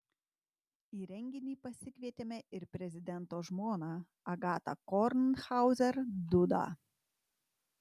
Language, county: Lithuanian, Tauragė